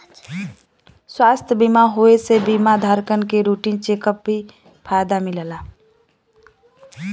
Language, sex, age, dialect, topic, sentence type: Bhojpuri, female, 25-30, Western, banking, statement